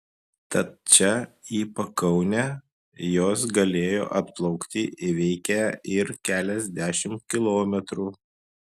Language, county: Lithuanian, Klaipėda